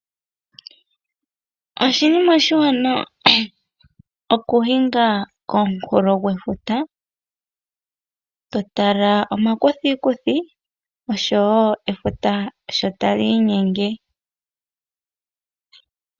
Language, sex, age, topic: Oshiwambo, female, 18-24, agriculture